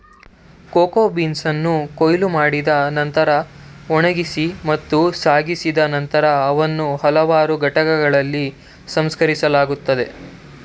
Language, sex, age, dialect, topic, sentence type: Kannada, male, 31-35, Mysore Kannada, agriculture, statement